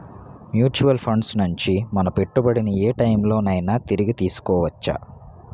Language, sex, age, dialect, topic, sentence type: Telugu, male, 18-24, Utterandhra, banking, question